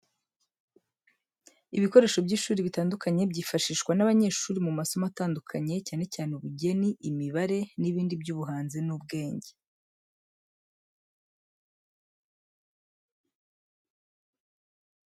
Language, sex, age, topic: Kinyarwanda, female, 25-35, education